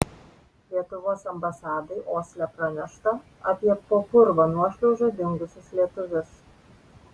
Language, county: Lithuanian, Utena